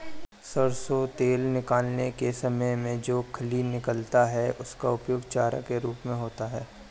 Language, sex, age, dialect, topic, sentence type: Hindi, male, 25-30, Marwari Dhudhari, agriculture, statement